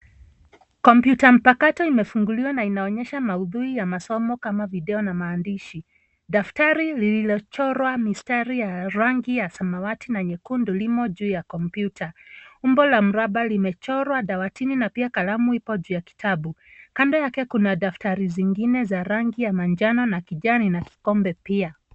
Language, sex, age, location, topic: Swahili, female, 36-49, Nairobi, education